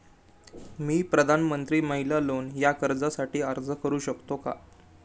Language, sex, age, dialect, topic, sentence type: Marathi, male, 18-24, Standard Marathi, banking, question